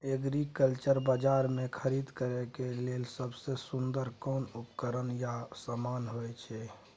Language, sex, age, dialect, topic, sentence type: Maithili, male, 56-60, Bajjika, agriculture, question